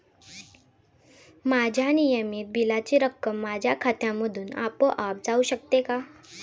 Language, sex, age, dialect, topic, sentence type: Marathi, female, 18-24, Standard Marathi, banking, question